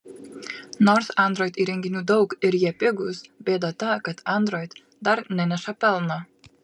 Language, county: Lithuanian, Kaunas